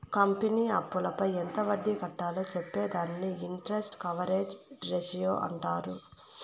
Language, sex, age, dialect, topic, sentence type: Telugu, female, 25-30, Southern, banking, statement